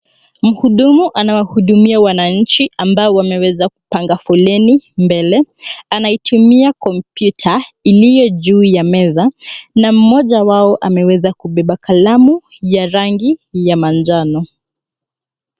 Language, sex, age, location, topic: Swahili, female, 18-24, Mombasa, government